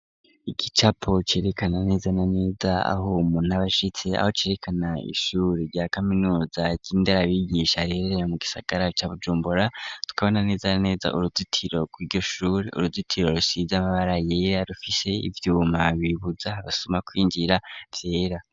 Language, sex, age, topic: Rundi, female, 18-24, education